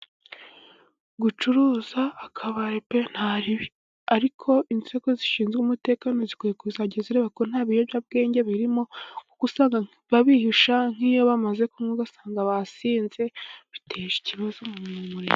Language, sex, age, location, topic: Kinyarwanda, male, 18-24, Burera, finance